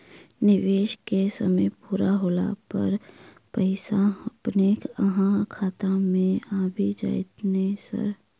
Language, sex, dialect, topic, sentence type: Maithili, female, Southern/Standard, banking, question